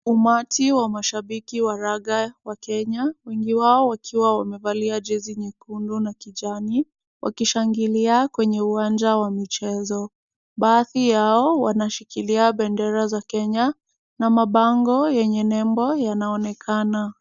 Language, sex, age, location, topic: Swahili, female, 36-49, Kisumu, government